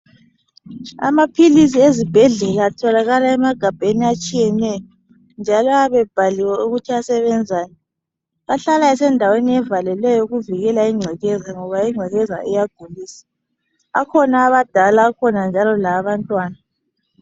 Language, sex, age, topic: North Ndebele, male, 25-35, health